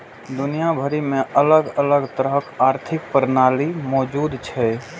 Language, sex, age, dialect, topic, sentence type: Maithili, male, 18-24, Eastern / Thethi, banking, statement